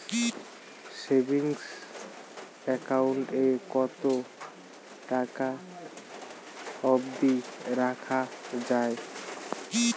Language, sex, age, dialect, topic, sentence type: Bengali, male, 18-24, Rajbangshi, banking, question